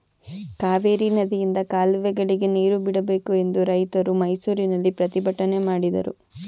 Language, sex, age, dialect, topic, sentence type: Kannada, female, 18-24, Mysore Kannada, agriculture, statement